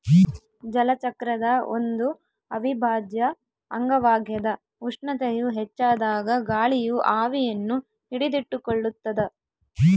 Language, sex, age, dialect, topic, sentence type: Kannada, female, 18-24, Central, agriculture, statement